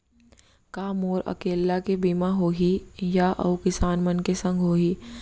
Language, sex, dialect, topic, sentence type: Chhattisgarhi, female, Central, agriculture, question